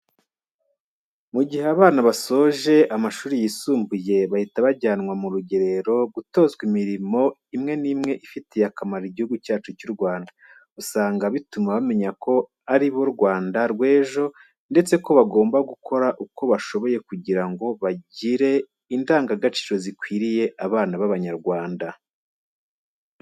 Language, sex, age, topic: Kinyarwanda, male, 25-35, education